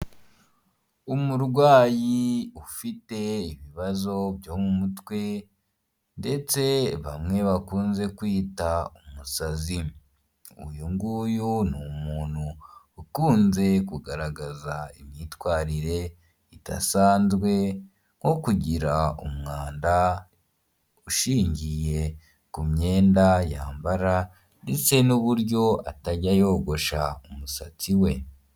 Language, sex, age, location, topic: Kinyarwanda, male, 25-35, Huye, health